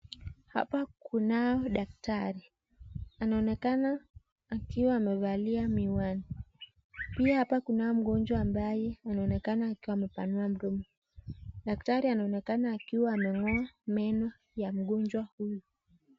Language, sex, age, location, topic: Swahili, female, 25-35, Nakuru, health